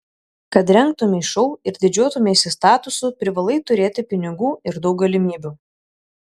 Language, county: Lithuanian, Šiauliai